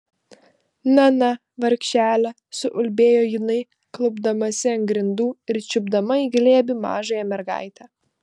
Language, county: Lithuanian, Vilnius